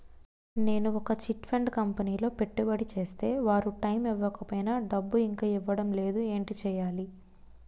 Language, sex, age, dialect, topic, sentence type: Telugu, female, 25-30, Utterandhra, banking, question